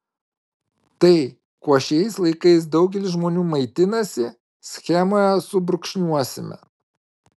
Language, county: Lithuanian, Vilnius